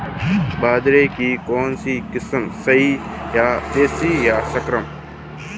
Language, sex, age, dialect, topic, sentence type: Hindi, male, 25-30, Marwari Dhudhari, agriculture, question